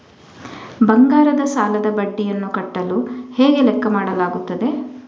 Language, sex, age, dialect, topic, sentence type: Kannada, female, 18-24, Coastal/Dakshin, banking, question